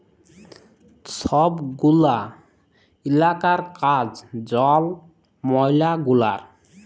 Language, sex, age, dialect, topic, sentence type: Bengali, male, 18-24, Jharkhandi, banking, statement